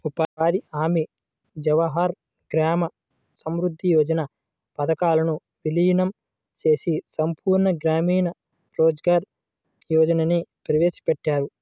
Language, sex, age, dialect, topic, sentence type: Telugu, male, 18-24, Central/Coastal, banking, statement